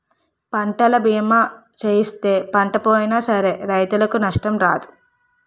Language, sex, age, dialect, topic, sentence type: Telugu, female, 18-24, Utterandhra, agriculture, statement